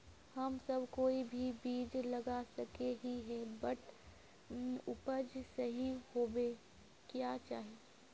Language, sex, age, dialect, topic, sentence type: Magahi, female, 51-55, Northeastern/Surjapuri, agriculture, question